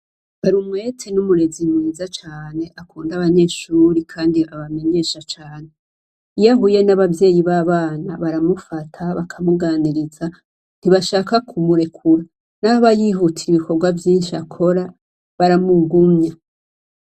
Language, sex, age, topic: Rundi, female, 25-35, education